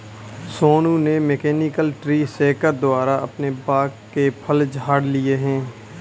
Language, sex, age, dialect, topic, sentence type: Hindi, male, 25-30, Kanauji Braj Bhasha, agriculture, statement